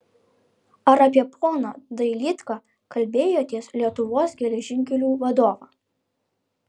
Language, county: Lithuanian, Alytus